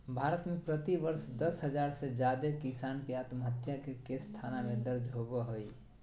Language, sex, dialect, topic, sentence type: Magahi, male, Southern, agriculture, statement